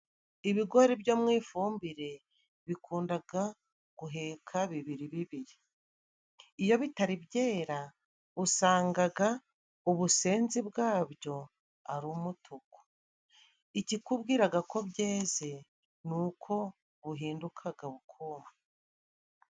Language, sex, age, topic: Kinyarwanda, female, 36-49, agriculture